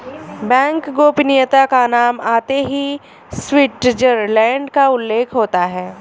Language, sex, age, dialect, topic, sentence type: Hindi, female, 25-30, Awadhi Bundeli, banking, statement